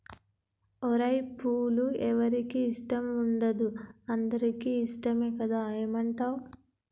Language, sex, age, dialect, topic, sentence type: Telugu, female, 18-24, Telangana, agriculture, statement